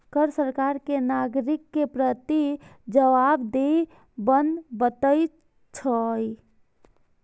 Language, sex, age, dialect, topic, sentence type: Maithili, female, 18-24, Eastern / Thethi, banking, statement